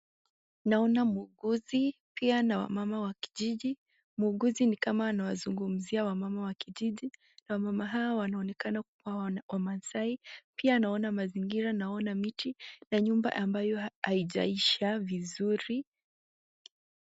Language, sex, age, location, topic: Swahili, female, 18-24, Kisii, health